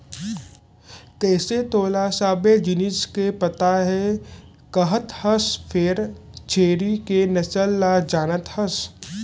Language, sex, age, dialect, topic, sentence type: Chhattisgarhi, male, 18-24, Central, agriculture, statement